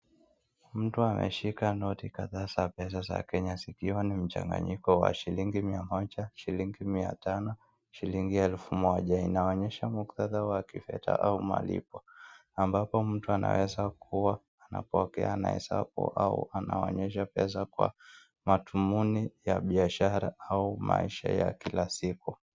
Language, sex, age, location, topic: Swahili, female, 18-24, Nakuru, finance